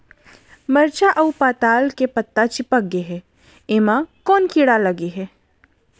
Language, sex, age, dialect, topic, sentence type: Chhattisgarhi, female, 31-35, Central, agriculture, question